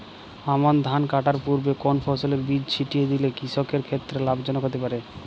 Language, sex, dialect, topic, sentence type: Bengali, male, Jharkhandi, agriculture, question